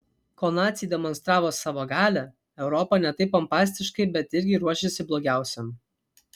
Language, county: Lithuanian, Vilnius